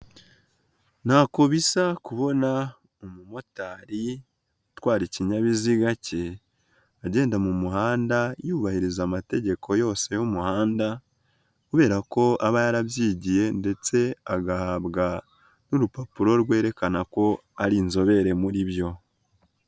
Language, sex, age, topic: Kinyarwanda, male, 18-24, finance